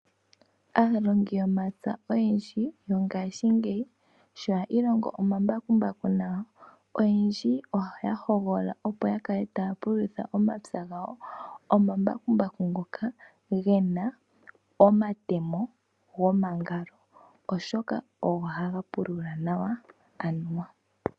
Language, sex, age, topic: Oshiwambo, female, 18-24, agriculture